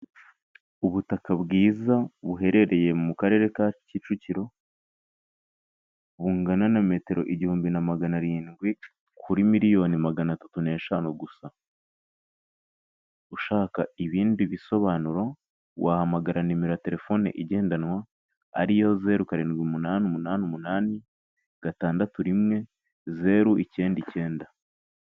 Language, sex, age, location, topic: Kinyarwanda, male, 18-24, Kigali, finance